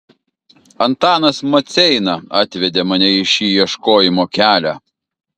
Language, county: Lithuanian, Kaunas